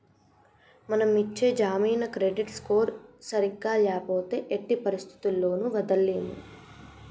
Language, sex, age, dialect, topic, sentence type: Telugu, male, 18-24, Telangana, banking, statement